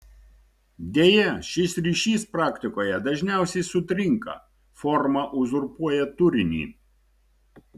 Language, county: Lithuanian, Šiauliai